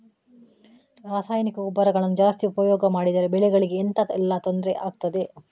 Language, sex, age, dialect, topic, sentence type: Kannada, female, 31-35, Coastal/Dakshin, agriculture, question